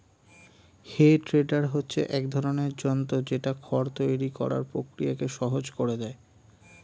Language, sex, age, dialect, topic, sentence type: Bengali, male, 25-30, Standard Colloquial, agriculture, statement